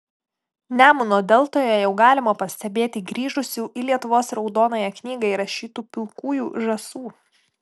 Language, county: Lithuanian, Klaipėda